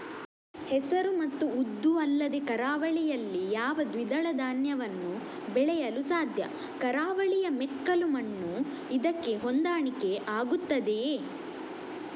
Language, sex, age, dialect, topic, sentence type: Kannada, male, 36-40, Coastal/Dakshin, agriculture, question